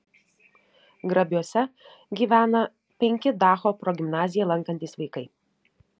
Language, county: Lithuanian, Šiauliai